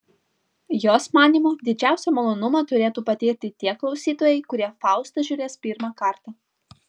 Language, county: Lithuanian, Vilnius